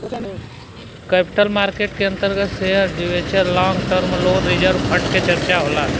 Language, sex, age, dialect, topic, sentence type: Bhojpuri, male, 18-24, Southern / Standard, banking, statement